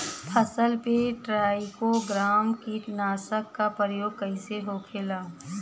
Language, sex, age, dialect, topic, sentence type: Bhojpuri, female, 31-35, Western, agriculture, question